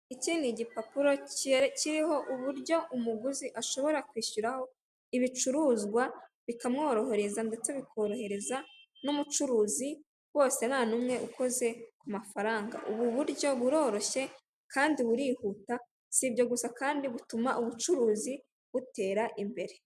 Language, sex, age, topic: Kinyarwanda, female, 36-49, finance